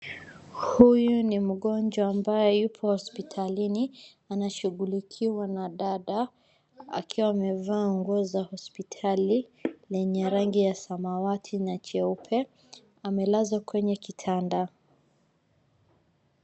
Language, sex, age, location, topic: Swahili, female, 25-35, Wajir, health